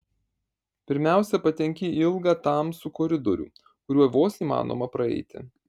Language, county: Lithuanian, Marijampolė